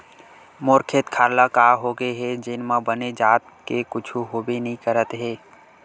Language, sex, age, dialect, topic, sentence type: Chhattisgarhi, male, 18-24, Western/Budati/Khatahi, agriculture, statement